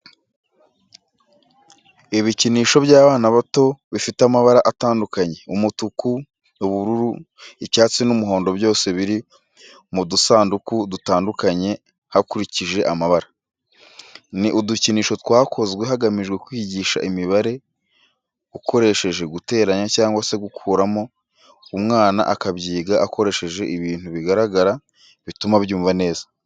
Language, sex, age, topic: Kinyarwanda, male, 25-35, education